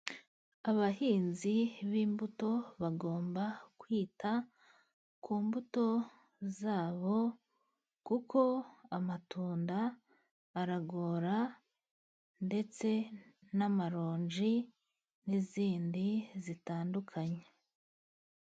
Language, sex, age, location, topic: Kinyarwanda, female, 25-35, Musanze, agriculture